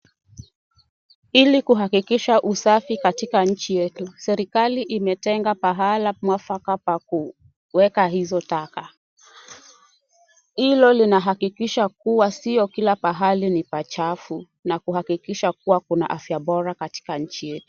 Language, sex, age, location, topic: Swahili, female, 18-24, Kisumu, health